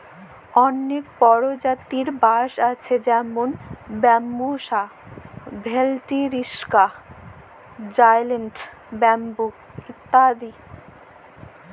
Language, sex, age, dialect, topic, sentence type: Bengali, female, 18-24, Jharkhandi, agriculture, statement